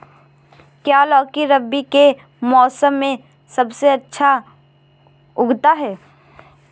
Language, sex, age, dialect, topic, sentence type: Hindi, female, 25-30, Awadhi Bundeli, agriculture, question